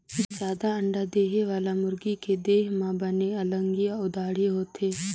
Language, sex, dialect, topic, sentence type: Chhattisgarhi, female, Northern/Bhandar, agriculture, statement